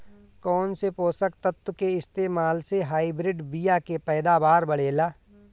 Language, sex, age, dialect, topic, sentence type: Bhojpuri, male, 41-45, Northern, agriculture, question